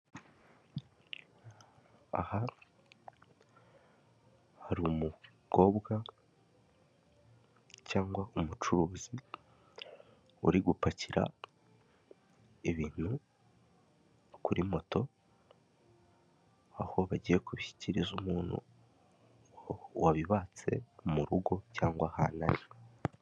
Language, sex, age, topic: Kinyarwanda, male, 18-24, finance